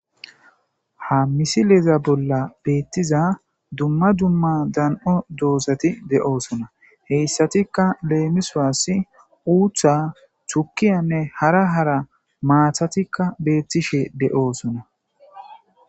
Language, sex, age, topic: Gamo, male, 18-24, agriculture